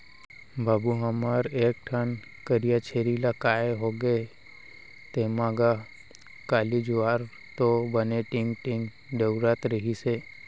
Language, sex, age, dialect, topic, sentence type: Chhattisgarhi, male, 18-24, Central, agriculture, statement